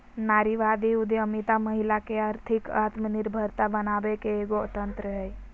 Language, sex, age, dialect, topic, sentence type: Magahi, female, 18-24, Southern, banking, statement